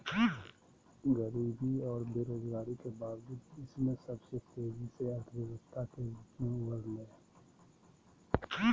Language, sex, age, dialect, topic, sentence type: Magahi, male, 31-35, Southern, banking, statement